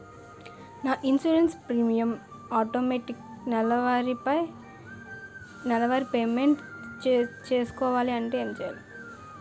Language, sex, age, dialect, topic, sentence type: Telugu, male, 18-24, Utterandhra, banking, question